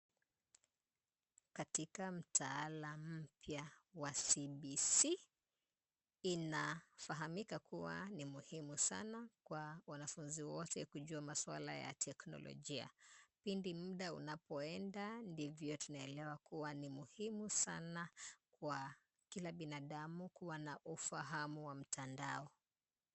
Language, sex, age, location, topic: Swahili, female, 25-35, Kisumu, education